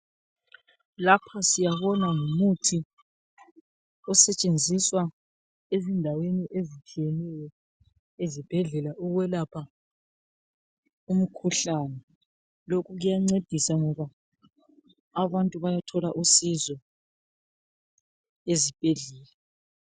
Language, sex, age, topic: North Ndebele, female, 36-49, health